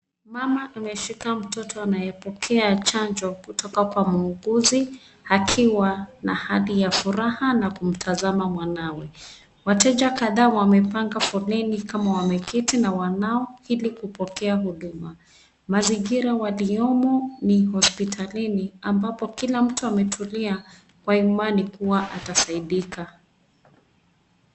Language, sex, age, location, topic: Swahili, female, 36-49, Nairobi, health